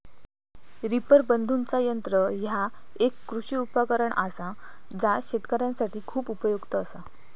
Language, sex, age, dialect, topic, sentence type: Marathi, female, 18-24, Southern Konkan, agriculture, statement